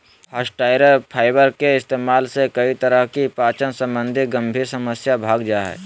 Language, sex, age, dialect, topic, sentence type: Magahi, male, 18-24, Southern, agriculture, statement